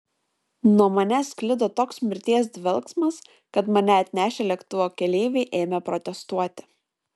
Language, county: Lithuanian, Šiauliai